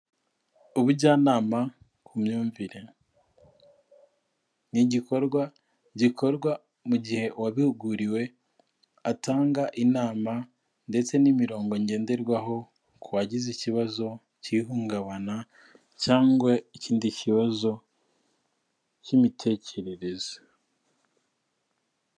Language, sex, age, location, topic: Kinyarwanda, male, 25-35, Kigali, health